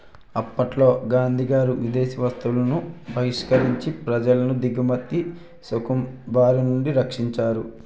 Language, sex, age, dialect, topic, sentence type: Telugu, male, 18-24, Utterandhra, banking, statement